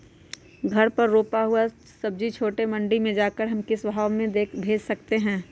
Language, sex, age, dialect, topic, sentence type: Magahi, female, 25-30, Western, agriculture, question